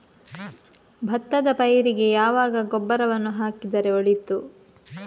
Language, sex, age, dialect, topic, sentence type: Kannada, female, 18-24, Coastal/Dakshin, agriculture, question